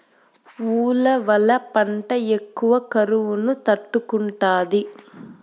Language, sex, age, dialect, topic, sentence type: Telugu, female, 18-24, Southern, agriculture, statement